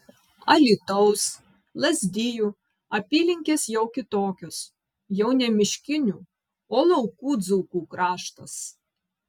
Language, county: Lithuanian, Vilnius